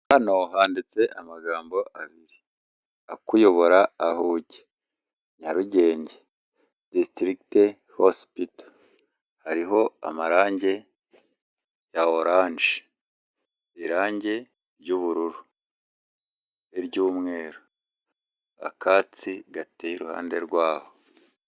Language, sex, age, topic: Kinyarwanda, male, 36-49, government